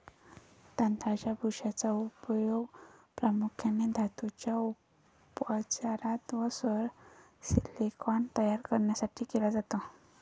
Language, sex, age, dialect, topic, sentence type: Marathi, male, 31-35, Varhadi, agriculture, statement